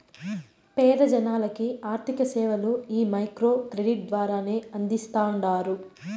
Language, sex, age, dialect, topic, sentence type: Telugu, female, 25-30, Southern, banking, statement